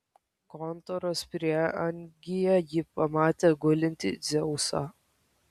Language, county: Lithuanian, Kaunas